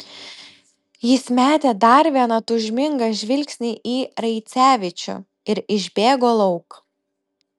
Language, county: Lithuanian, Telšiai